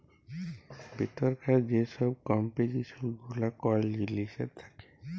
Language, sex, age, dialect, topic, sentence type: Bengali, male, 25-30, Jharkhandi, agriculture, statement